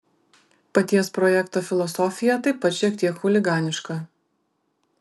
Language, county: Lithuanian, Vilnius